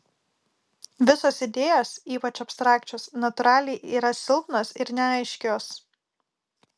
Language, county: Lithuanian, Kaunas